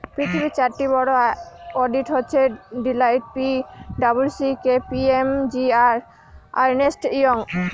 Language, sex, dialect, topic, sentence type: Bengali, female, Northern/Varendri, banking, statement